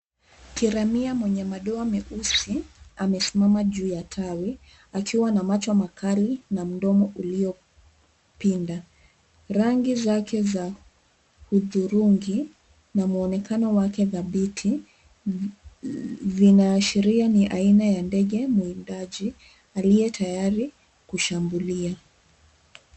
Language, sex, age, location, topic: Swahili, female, 25-35, Nairobi, government